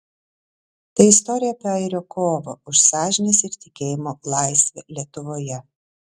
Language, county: Lithuanian, Telšiai